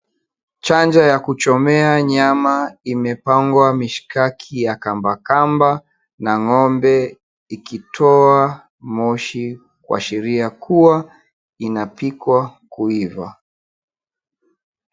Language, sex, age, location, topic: Swahili, male, 36-49, Mombasa, agriculture